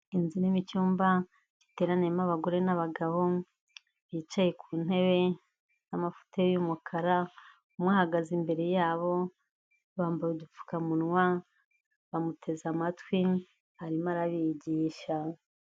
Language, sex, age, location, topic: Kinyarwanda, female, 50+, Kigali, health